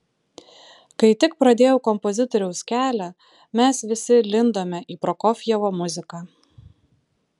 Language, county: Lithuanian, Vilnius